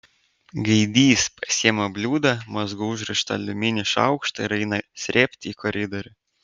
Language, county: Lithuanian, Vilnius